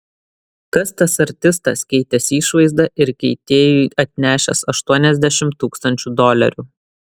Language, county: Lithuanian, Vilnius